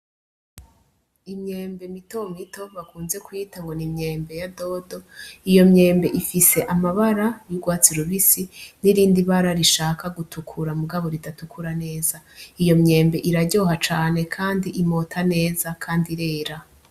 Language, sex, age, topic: Rundi, female, 25-35, agriculture